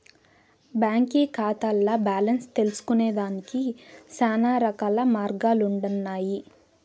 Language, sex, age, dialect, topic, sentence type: Telugu, female, 18-24, Southern, banking, statement